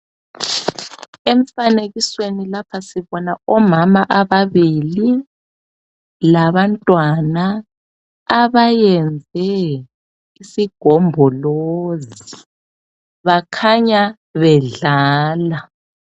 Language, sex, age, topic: North Ndebele, male, 36-49, education